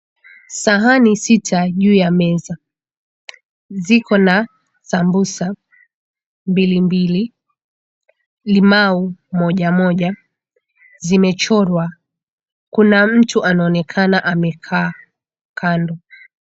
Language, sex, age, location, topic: Swahili, female, 18-24, Mombasa, agriculture